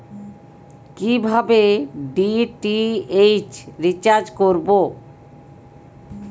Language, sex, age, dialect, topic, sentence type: Bengali, female, 31-35, Western, banking, question